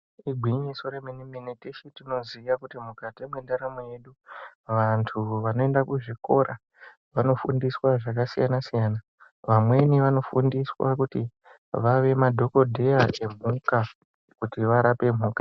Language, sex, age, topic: Ndau, male, 18-24, education